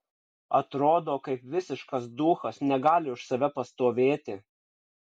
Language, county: Lithuanian, Kaunas